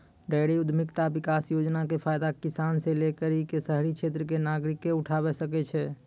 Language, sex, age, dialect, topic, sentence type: Maithili, male, 25-30, Angika, agriculture, statement